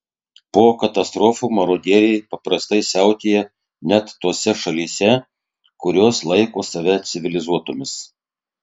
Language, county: Lithuanian, Tauragė